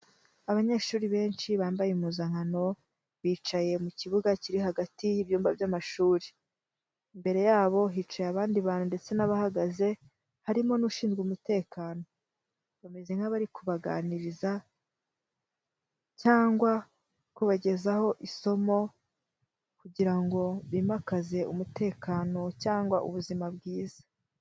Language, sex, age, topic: Kinyarwanda, male, 18-24, education